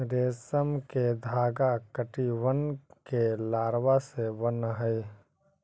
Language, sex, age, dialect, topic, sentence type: Magahi, male, 18-24, Central/Standard, agriculture, statement